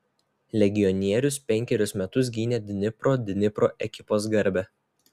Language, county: Lithuanian, Telšiai